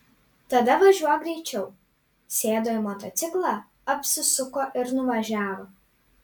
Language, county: Lithuanian, Panevėžys